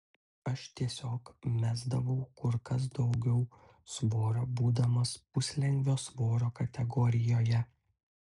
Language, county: Lithuanian, Utena